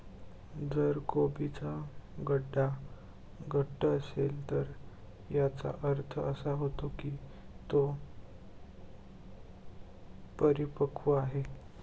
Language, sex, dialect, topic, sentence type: Marathi, male, Standard Marathi, agriculture, statement